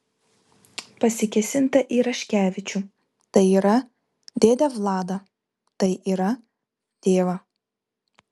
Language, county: Lithuanian, Vilnius